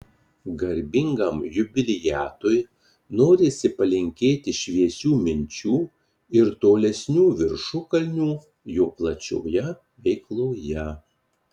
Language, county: Lithuanian, Marijampolė